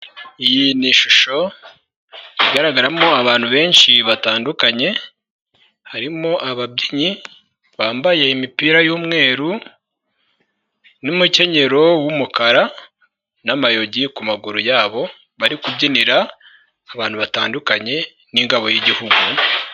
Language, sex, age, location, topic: Kinyarwanda, male, 25-35, Nyagatare, government